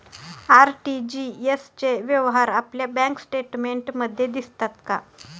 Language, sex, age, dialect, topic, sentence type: Marathi, male, 41-45, Standard Marathi, banking, question